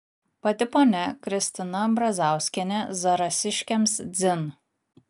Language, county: Lithuanian, Kaunas